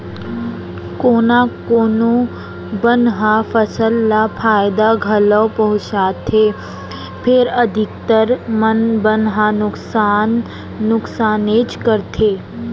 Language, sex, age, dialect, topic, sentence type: Chhattisgarhi, female, 60-100, Central, agriculture, statement